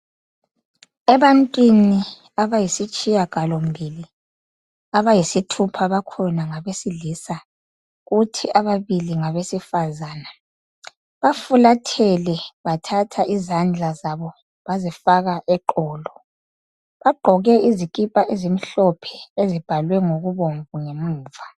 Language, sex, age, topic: North Ndebele, female, 25-35, health